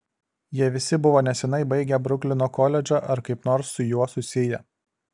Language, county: Lithuanian, Alytus